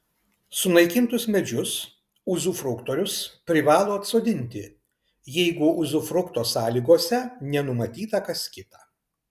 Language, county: Lithuanian, Kaunas